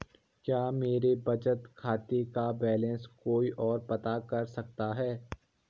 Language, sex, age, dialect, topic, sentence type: Hindi, male, 18-24, Garhwali, banking, question